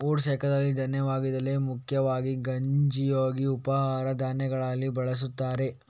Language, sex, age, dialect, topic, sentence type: Kannada, male, 25-30, Coastal/Dakshin, agriculture, statement